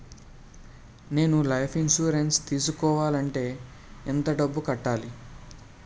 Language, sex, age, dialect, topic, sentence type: Telugu, male, 18-24, Utterandhra, banking, question